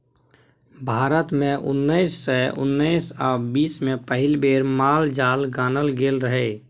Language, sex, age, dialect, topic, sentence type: Maithili, male, 18-24, Bajjika, agriculture, statement